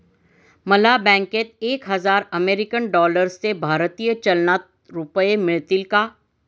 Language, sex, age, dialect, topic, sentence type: Marathi, female, 51-55, Standard Marathi, banking, statement